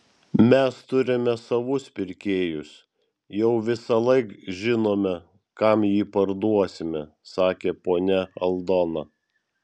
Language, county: Lithuanian, Vilnius